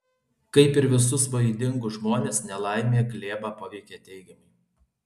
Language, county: Lithuanian, Alytus